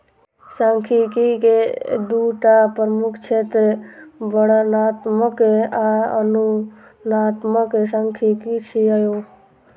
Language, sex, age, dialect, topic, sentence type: Maithili, male, 25-30, Eastern / Thethi, banking, statement